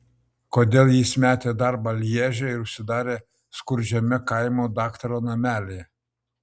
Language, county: Lithuanian, Utena